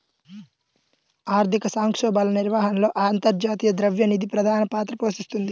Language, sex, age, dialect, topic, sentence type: Telugu, male, 18-24, Central/Coastal, banking, statement